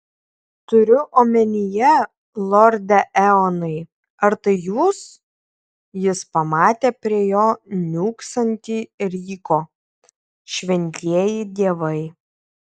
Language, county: Lithuanian, Kaunas